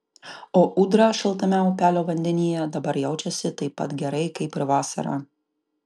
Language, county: Lithuanian, Utena